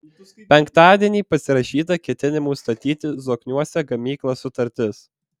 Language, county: Lithuanian, Vilnius